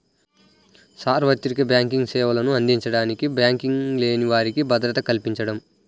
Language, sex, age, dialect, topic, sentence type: Telugu, male, 18-24, Central/Coastal, banking, statement